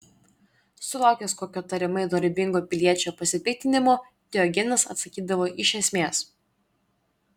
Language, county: Lithuanian, Klaipėda